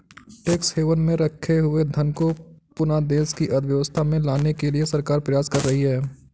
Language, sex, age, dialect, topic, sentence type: Hindi, male, 56-60, Kanauji Braj Bhasha, banking, statement